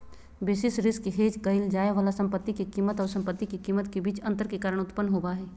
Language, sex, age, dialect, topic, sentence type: Magahi, female, 36-40, Southern, banking, statement